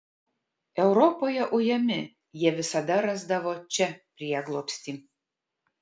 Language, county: Lithuanian, Kaunas